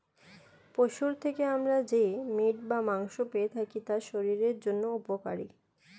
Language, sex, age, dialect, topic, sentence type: Bengali, female, 18-24, Standard Colloquial, agriculture, statement